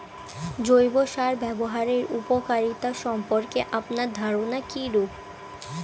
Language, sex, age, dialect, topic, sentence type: Bengali, female, 18-24, Standard Colloquial, agriculture, question